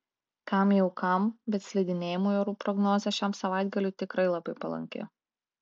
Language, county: Lithuanian, Klaipėda